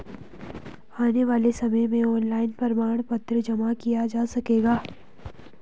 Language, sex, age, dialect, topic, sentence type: Hindi, female, 18-24, Garhwali, banking, statement